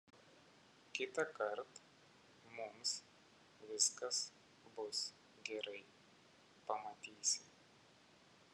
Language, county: Lithuanian, Vilnius